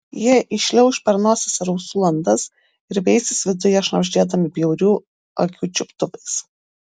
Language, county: Lithuanian, Vilnius